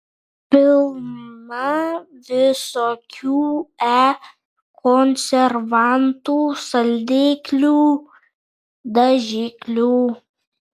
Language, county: Lithuanian, Kaunas